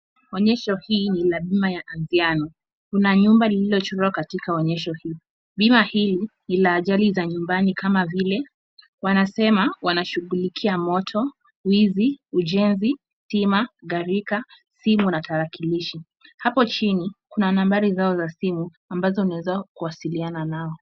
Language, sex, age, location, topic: Swahili, female, 18-24, Kisumu, finance